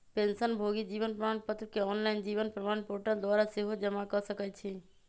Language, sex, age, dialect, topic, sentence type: Magahi, male, 25-30, Western, banking, statement